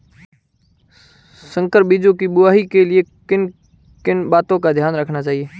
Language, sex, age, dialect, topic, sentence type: Hindi, male, 18-24, Marwari Dhudhari, agriculture, question